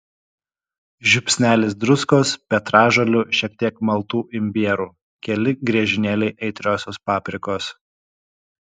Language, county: Lithuanian, Kaunas